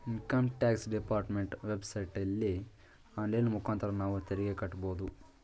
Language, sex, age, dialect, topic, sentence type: Kannada, male, 18-24, Mysore Kannada, banking, statement